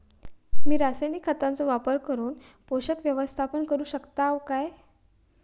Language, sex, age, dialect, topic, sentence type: Marathi, female, 18-24, Southern Konkan, agriculture, question